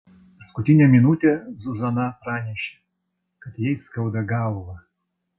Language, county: Lithuanian, Vilnius